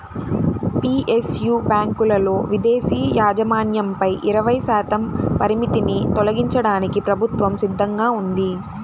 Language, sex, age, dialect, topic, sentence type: Telugu, female, 18-24, Central/Coastal, banking, statement